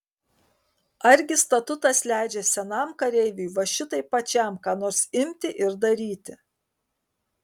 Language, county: Lithuanian, Kaunas